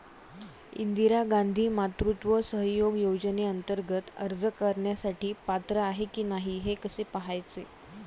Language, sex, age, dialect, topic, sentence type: Marathi, female, 18-24, Standard Marathi, banking, question